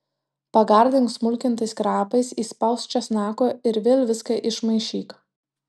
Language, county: Lithuanian, Tauragė